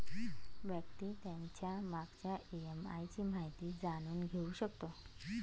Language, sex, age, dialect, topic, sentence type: Marathi, female, 25-30, Northern Konkan, banking, statement